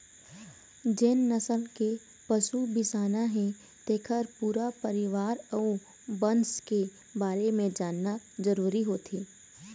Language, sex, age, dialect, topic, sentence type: Chhattisgarhi, female, 18-24, Eastern, agriculture, statement